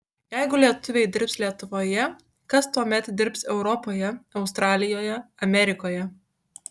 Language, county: Lithuanian, Kaunas